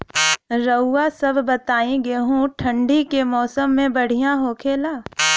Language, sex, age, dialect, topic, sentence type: Bhojpuri, female, 25-30, Western, agriculture, question